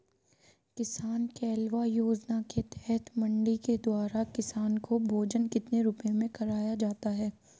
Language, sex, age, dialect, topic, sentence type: Hindi, female, 18-24, Marwari Dhudhari, agriculture, question